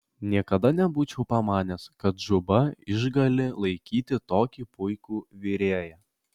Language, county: Lithuanian, Alytus